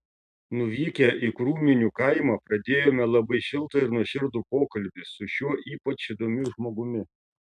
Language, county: Lithuanian, Šiauliai